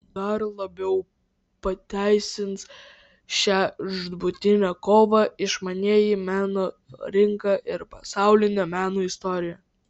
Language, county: Lithuanian, Vilnius